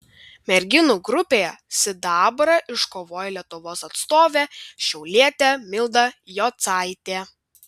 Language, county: Lithuanian, Vilnius